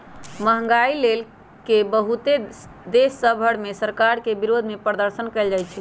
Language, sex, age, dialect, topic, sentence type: Magahi, male, 18-24, Western, banking, statement